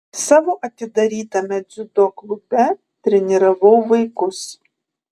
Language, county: Lithuanian, Kaunas